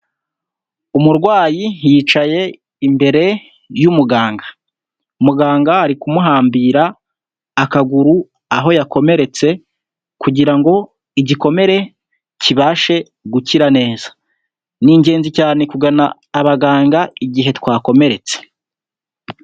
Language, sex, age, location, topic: Kinyarwanda, male, 18-24, Huye, health